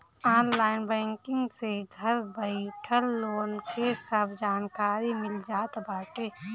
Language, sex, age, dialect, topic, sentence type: Bhojpuri, female, 31-35, Northern, banking, statement